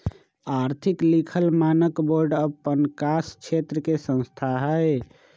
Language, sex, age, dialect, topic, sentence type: Magahi, male, 25-30, Western, banking, statement